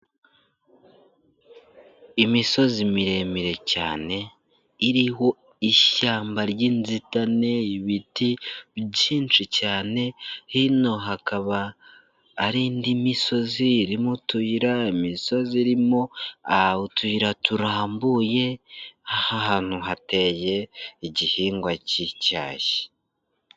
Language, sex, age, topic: Kinyarwanda, male, 25-35, agriculture